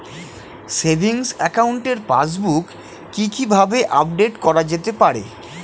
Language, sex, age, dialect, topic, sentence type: Bengali, male, 31-35, Standard Colloquial, banking, question